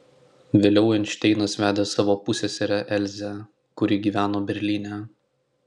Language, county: Lithuanian, Klaipėda